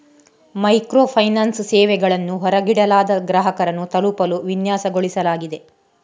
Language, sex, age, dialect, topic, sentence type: Kannada, female, 31-35, Coastal/Dakshin, banking, statement